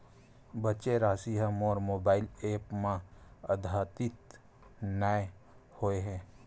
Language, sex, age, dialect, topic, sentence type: Chhattisgarhi, male, 31-35, Western/Budati/Khatahi, banking, statement